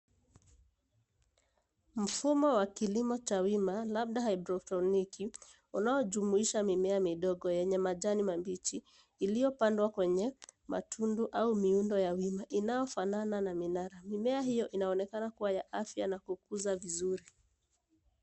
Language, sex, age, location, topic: Swahili, female, 25-35, Nairobi, agriculture